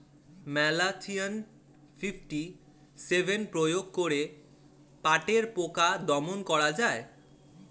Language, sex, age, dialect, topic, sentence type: Bengali, male, 18-24, Standard Colloquial, agriculture, question